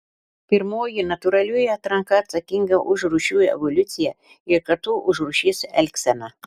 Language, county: Lithuanian, Telšiai